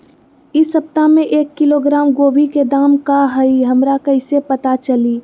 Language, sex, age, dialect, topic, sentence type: Magahi, female, 25-30, Western, agriculture, question